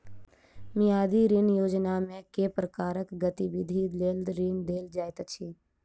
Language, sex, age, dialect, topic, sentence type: Maithili, female, 18-24, Southern/Standard, banking, question